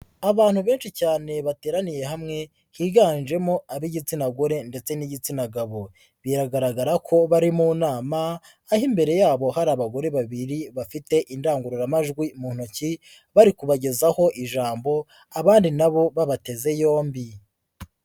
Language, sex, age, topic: Kinyarwanda, female, 25-35, government